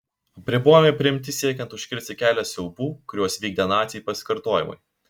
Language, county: Lithuanian, Šiauliai